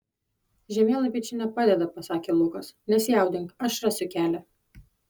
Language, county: Lithuanian, Alytus